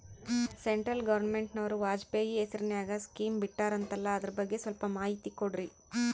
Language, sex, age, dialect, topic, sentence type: Kannada, female, 31-35, Northeastern, banking, question